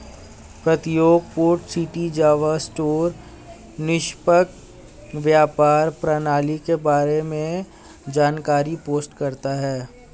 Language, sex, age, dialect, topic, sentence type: Hindi, male, 18-24, Hindustani Malvi Khadi Boli, banking, statement